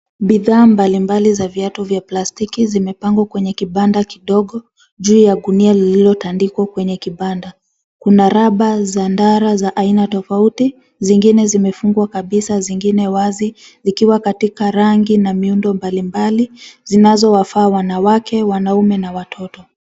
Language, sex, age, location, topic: Swahili, female, 25-35, Nairobi, finance